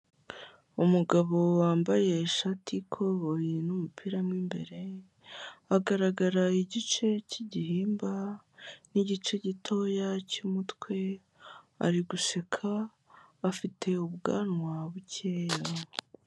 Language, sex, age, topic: Kinyarwanda, female, 18-24, health